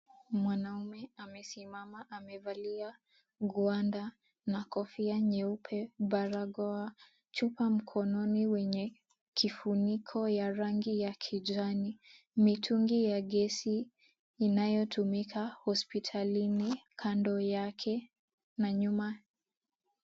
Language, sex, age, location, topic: Swahili, female, 18-24, Mombasa, health